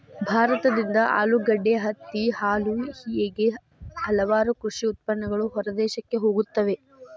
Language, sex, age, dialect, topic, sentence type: Kannada, female, 18-24, Dharwad Kannada, agriculture, statement